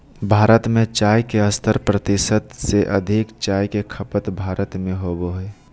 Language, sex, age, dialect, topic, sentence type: Magahi, male, 18-24, Southern, agriculture, statement